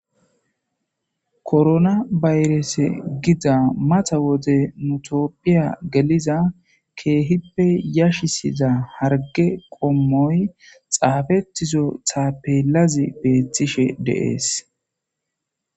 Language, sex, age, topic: Gamo, male, 18-24, government